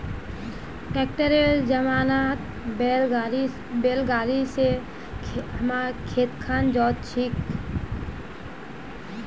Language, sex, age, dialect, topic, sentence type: Magahi, female, 18-24, Northeastern/Surjapuri, agriculture, statement